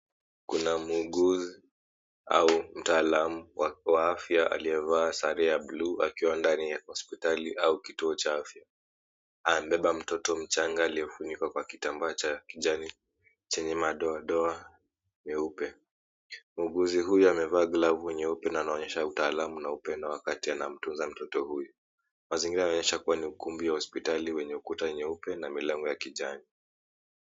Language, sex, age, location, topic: Swahili, male, 18-24, Mombasa, health